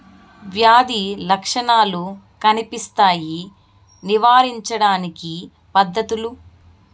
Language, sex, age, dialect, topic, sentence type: Telugu, female, 18-24, Southern, agriculture, question